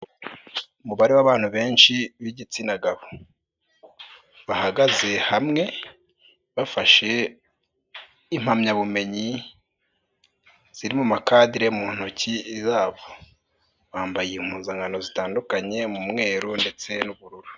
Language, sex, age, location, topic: Kinyarwanda, male, 25-35, Nyagatare, health